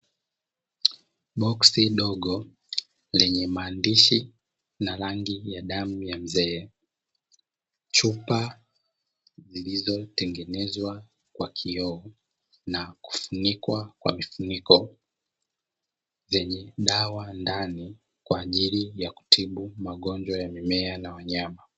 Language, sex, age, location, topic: Swahili, male, 25-35, Dar es Salaam, agriculture